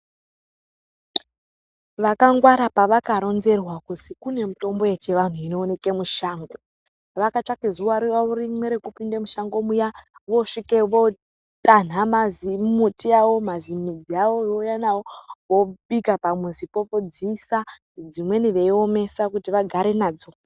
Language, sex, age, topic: Ndau, female, 36-49, health